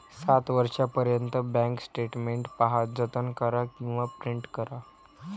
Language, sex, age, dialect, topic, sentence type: Marathi, male, 18-24, Varhadi, banking, statement